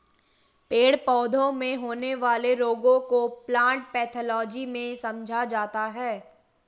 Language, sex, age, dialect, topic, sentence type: Hindi, female, 18-24, Marwari Dhudhari, agriculture, statement